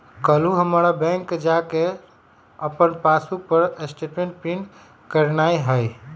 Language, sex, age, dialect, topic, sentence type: Magahi, male, 18-24, Western, banking, statement